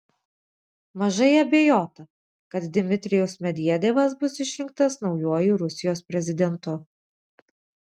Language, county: Lithuanian, Vilnius